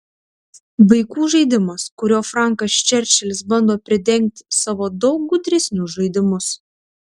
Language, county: Lithuanian, Tauragė